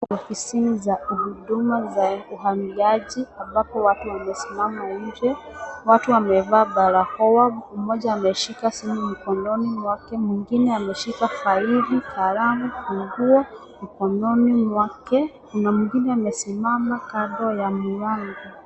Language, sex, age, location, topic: Swahili, female, 25-35, Nakuru, government